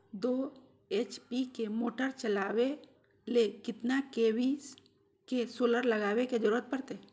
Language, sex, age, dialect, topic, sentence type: Magahi, female, 41-45, Southern, agriculture, question